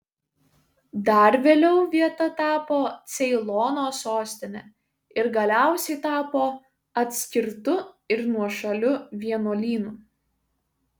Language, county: Lithuanian, Šiauliai